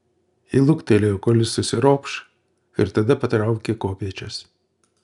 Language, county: Lithuanian, Utena